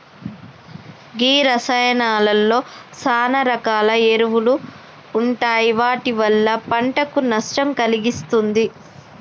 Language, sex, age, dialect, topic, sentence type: Telugu, female, 31-35, Telangana, agriculture, statement